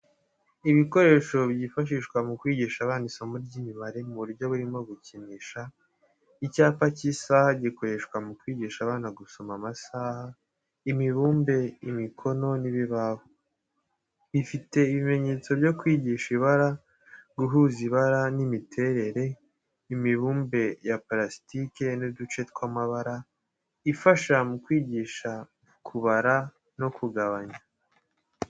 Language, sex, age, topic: Kinyarwanda, male, 18-24, education